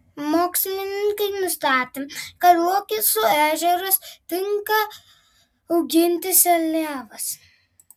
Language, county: Lithuanian, Vilnius